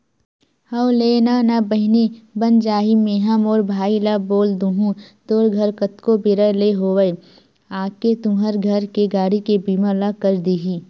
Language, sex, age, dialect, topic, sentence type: Chhattisgarhi, female, 18-24, Western/Budati/Khatahi, banking, statement